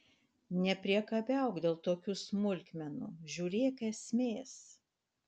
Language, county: Lithuanian, Panevėžys